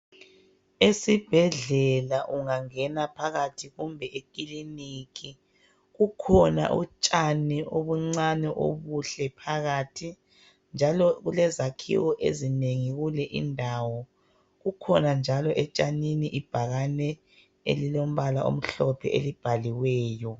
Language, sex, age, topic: North Ndebele, female, 36-49, health